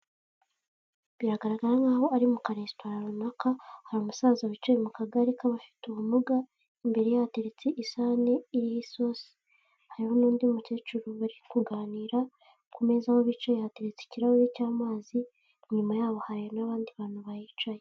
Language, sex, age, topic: Kinyarwanda, female, 18-24, health